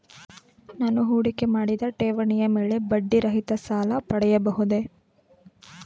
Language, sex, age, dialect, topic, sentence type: Kannada, female, 25-30, Mysore Kannada, banking, question